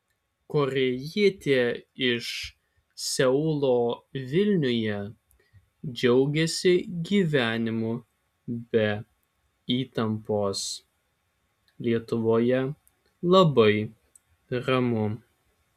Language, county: Lithuanian, Alytus